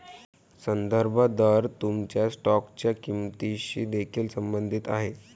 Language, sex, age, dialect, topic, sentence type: Marathi, male, 18-24, Varhadi, banking, statement